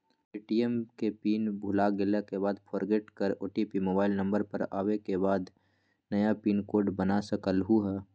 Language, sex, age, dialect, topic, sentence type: Magahi, male, 18-24, Western, banking, question